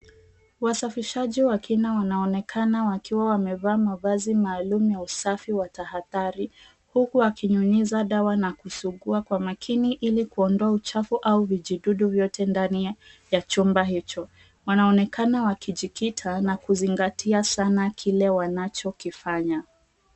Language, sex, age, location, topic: Swahili, female, 25-35, Mombasa, health